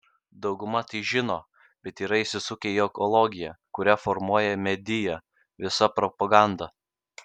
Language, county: Lithuanian, Kaunas